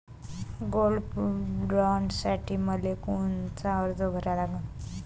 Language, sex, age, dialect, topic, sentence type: Marathi, female, 25-30, Varhadi, banking, question